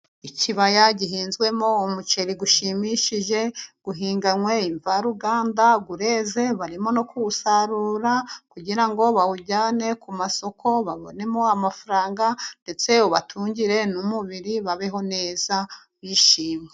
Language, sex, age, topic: Kinyarwanda, female, 25-35, agriculture